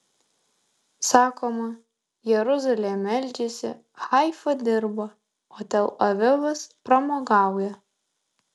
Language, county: Lithuanian, Alytus